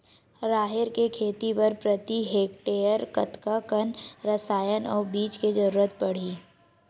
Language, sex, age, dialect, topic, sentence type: Chhattisgarhi, male, 18-24, Western/Budati/Khatahi, agriculture, question